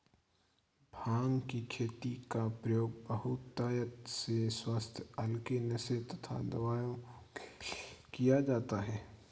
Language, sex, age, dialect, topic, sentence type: Hindi, male, 46-50, Marwari Dhudhari, agriculture, statement